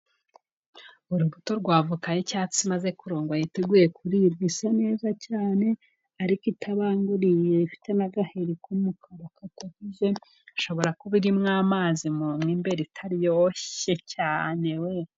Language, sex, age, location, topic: Kinyarwanda, female, 18-24, Musanze, agriculture